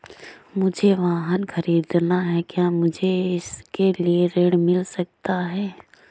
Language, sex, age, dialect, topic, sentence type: Hindi, female, 25-30, Awadhi Bundeli, banking, question